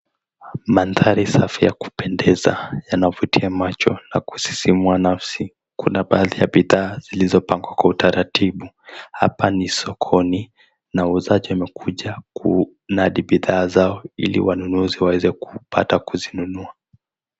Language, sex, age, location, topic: Swahili, male, 18-24, Mombasa, agriculture